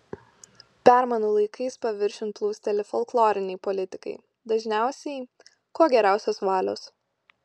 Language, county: Lithuanian, Klaipėda